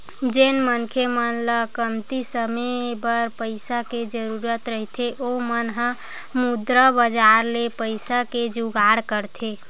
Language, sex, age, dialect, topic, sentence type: Chhattisgarhi, female, 18-24, Western/Budati/Khatahi, banking, statement